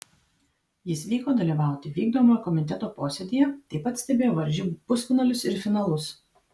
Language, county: Lithuanian, Vilnius